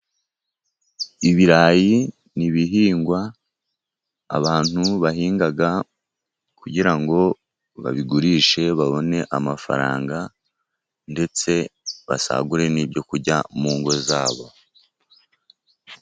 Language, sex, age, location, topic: Kinyarwanda, male, 50+, Musanze, agriculture